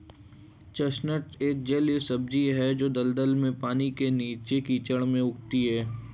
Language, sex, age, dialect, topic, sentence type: Hindi, male, 18-24, Hindustani Malvi Khadi Boli, agriculture, statement